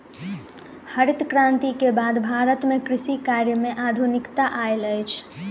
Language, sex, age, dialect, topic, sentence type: Maithili, female, 18-24, Southern/Standard, agriculture, statement